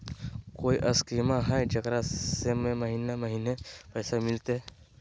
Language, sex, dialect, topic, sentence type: Magahi, male, Southern, banking, question